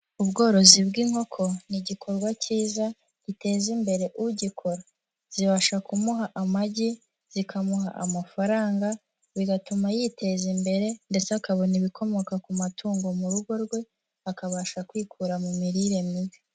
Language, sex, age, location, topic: Kinyarwanda, female, 18-24, Huye, agriculture